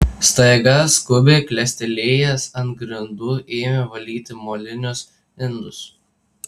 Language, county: Lithuanian, Tauragė